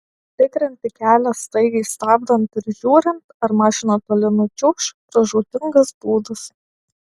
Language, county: Lithuanian, Alytus